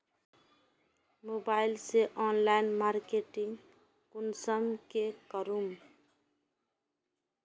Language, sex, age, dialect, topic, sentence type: Magahi, female, 25-30, Northeastern/Surjapuri, banking, question